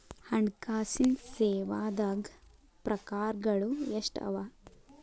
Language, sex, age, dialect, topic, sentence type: Kannada, female, 18-24, Dharwad Kannada, banking, statement